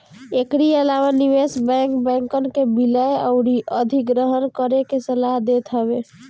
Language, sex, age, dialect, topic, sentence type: Bhojpuri, male, 18-24, Northern, banking, statement